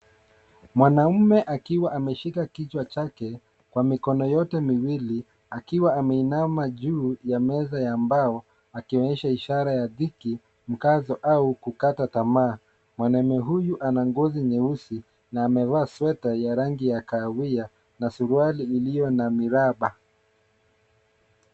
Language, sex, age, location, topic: Swahili, male, 18-24, Nairobi, health